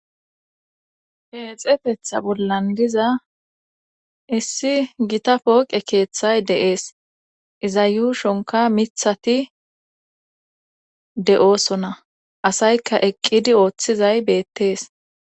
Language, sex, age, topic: Gamo, female, 18-24, government